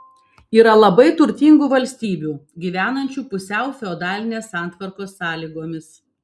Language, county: Lithuanian, Vilnius